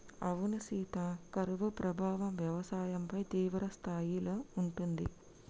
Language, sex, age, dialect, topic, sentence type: Telugu, female, 60-100, Telangana, agriculture, statement